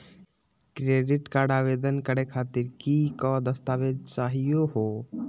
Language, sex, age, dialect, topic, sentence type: Magahi, male, 18-24, Southern, banking, question